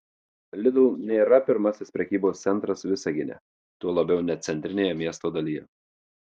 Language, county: Lithuanian, Marijampolė